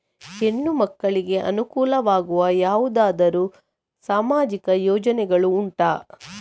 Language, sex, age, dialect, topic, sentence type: Kannada, female, 31-35, Coastal/Dakshin, banking, statement